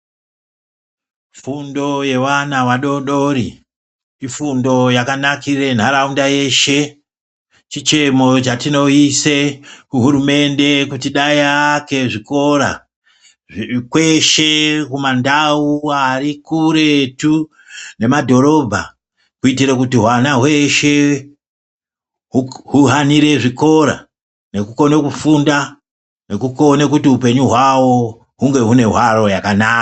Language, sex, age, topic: Ndau, female, 25-35, education